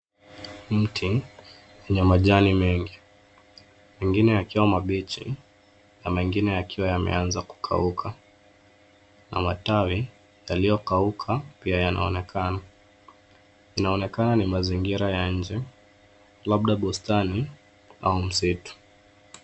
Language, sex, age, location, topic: Swahili, male, 25-35, Nairobi, health